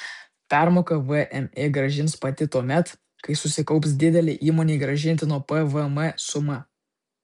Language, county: Lithuanian, Vilnius